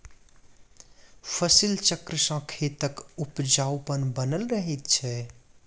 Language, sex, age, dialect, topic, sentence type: Maithili, male, 25-30, Southern/Standard, agriculture, statement